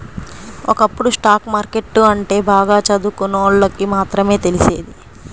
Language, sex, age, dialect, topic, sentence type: Telugu, female, 36-40, Central/Coastal, banking, statement